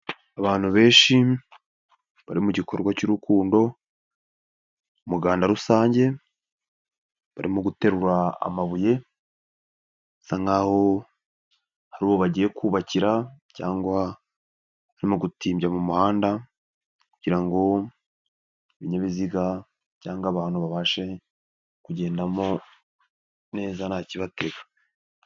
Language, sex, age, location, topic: Kinyarwanda, male, 18-24, Nyagatare, government